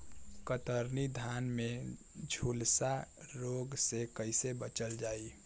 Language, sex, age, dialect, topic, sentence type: Bhojpuri, female, 18-24, Western, agriculture, question